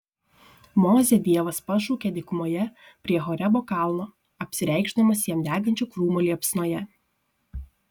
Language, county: Lithuanian, Šiauliai